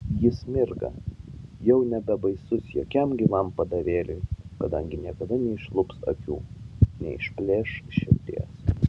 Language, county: Lithuanian, Vilnius